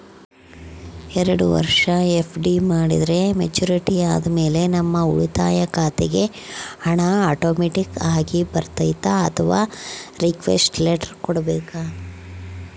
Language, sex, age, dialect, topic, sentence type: Kannada, female, 25-30, Central, banking, question